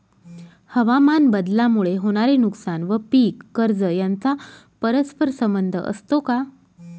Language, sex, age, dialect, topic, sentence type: Marathi, female, 25-30, Northern Konkan, agriculture, question